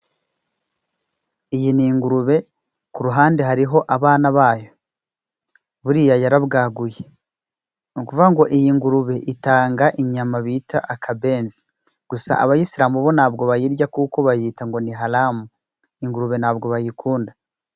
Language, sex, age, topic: Kinyarwanda, male, 18-24, agriculture